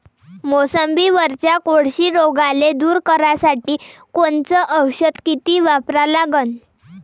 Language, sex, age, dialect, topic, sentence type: Marathi, female, 18-24, Varhadi, agriculture, question